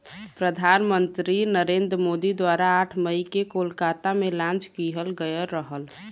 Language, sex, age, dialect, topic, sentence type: Bhojpuri, female, 18-24, Western, banking, statement